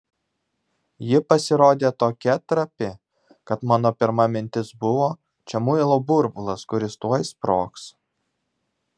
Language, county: Lithuanian, Vilnius